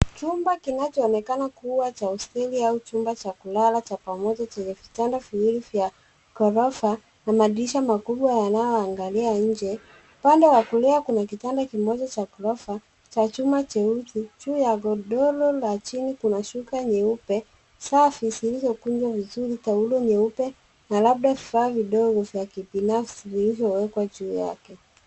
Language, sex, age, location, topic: Swahili, female, 36-49, Nairobi, education